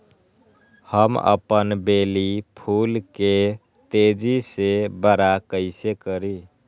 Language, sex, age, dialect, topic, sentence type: Magahi, male, 18-24, Western, agriculture, question